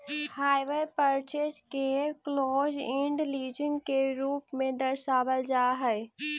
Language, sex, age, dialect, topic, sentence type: Magahi, female, 18-24, Central/Standard, agriculture, statement